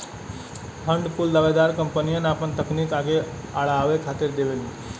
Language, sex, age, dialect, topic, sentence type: Bhojpuri, male, 31-35, Western, banking, statement